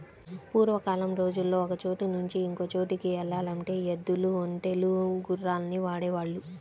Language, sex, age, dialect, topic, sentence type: Telugu, female, 31-35, Central/Coastal, agriculture, statement